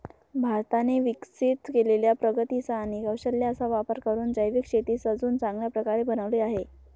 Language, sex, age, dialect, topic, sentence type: Marathi, male, 31-35, Northern Konkan, agriculture, statement